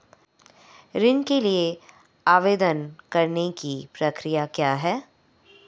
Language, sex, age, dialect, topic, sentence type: Hindi, female, 25-30, Marwari Dhudhari, banking, question